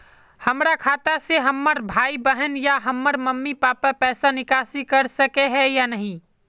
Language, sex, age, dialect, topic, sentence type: Magahi, male, 18-24, Northeastern/Surjapuri, banking, question